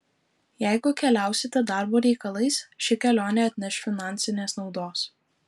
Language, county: Lithuanian, Alytus